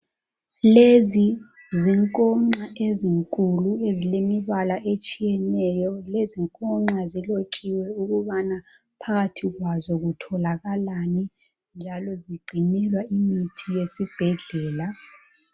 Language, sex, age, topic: North Ndebele, female, 18-24, health